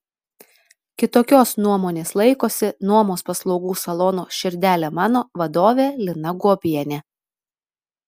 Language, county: Lithuanian, Telšiai